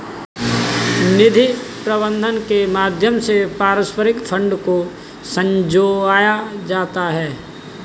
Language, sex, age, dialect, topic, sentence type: Hindi, male, 18-24, Kanauji Braj Bhasha, banking, statement